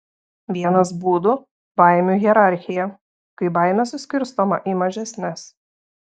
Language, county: Lithuanian, Šiauliai